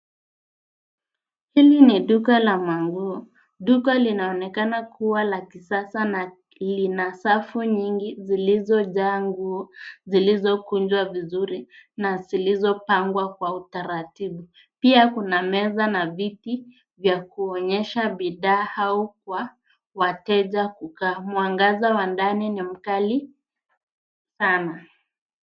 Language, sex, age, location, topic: Swahili, female, 50+, Nairobi, finance